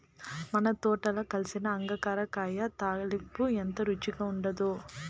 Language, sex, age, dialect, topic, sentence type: Telugu, female, 41-45, Southern, agriculture, statement